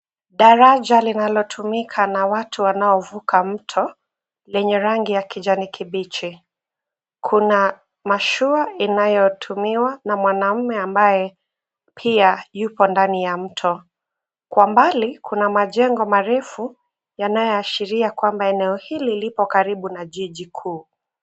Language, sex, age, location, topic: Swahili, female, 18-24, Nairobi, government